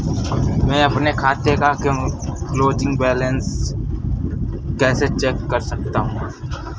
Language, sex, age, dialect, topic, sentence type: Hindi, female, 18-24, Awadhi Bundeli, banking, question